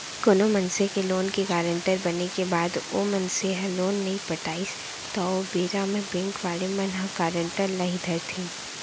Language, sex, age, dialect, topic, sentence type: Chhattisgarhi, female, 18-24, Central, banking, statement